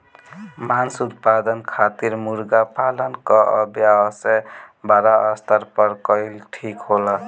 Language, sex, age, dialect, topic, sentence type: Bhojpuri, male, <18, Northern, agriculture, statement